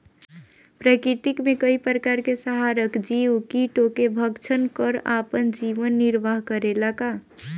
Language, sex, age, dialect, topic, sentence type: Bhojpuri, female, <18, Northern, agriculture, question